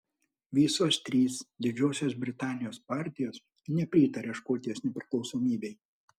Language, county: Lithuanian, Panevėžys